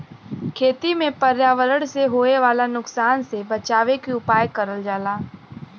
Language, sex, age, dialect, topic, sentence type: Bhojpuri, female, 18-24, Western, agriculture, statement